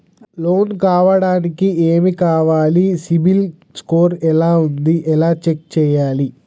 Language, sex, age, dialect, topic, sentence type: Telugu, male, 18-24, Telangana, banking, question